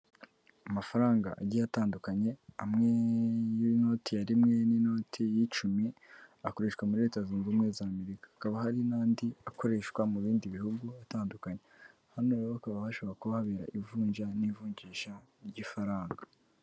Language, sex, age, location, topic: Kinyarwanda, female, 18-24, Kigali, finance